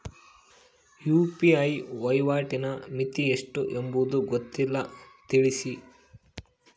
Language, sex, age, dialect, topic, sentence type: Kannada, male, 25-30, Central, banking, question